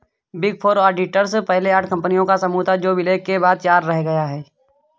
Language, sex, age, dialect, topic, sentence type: Hindi, male, 18-24, Kanauji Braj Bhasha, banking, statement